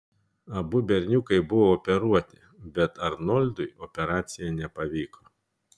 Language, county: Lithuanian, Kaunas